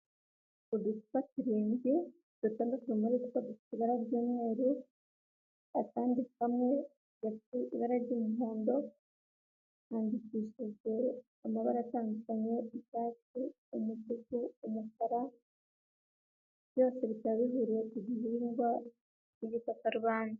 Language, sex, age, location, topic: Kinyarwanda, female, 18-24, Huye, health